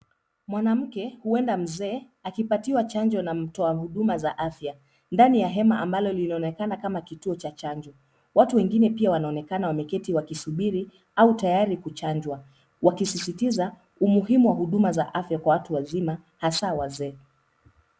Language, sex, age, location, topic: Swahili, female, 25-35, Nairobi, health